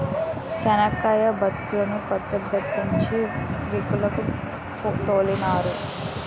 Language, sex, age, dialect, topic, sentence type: Telugu, female, 18-24, Utterandhra, agriculture, statement